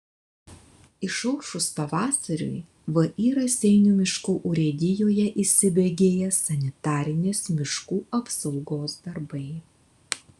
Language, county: Lithuanian, Vilnius